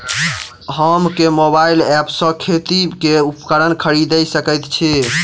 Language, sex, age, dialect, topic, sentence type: Maithili, male, 18-24, Southern/Standard, agriculture, question